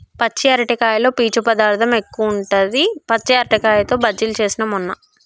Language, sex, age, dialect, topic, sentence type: Telugu, male, 25-30, Telangana, agriculture, statement